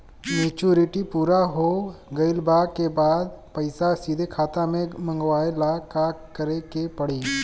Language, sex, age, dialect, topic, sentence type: Bhojpuri, male, 18-24, Southern / Standard, banking, question